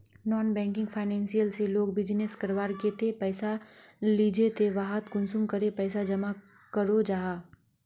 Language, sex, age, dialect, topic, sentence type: Magahi, female, 41-45, Northeastern/Surjapuri, banking, question